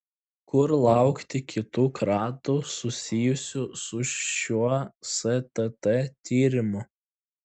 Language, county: Lithuanian, Klaipėda